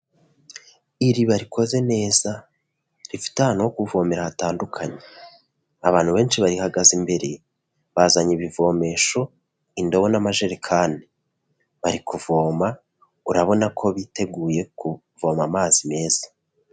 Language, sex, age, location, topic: Kinyarwanda, male, 25-35, Kigali, health